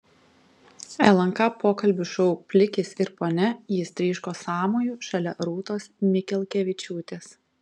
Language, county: Lithuanian, Kaunas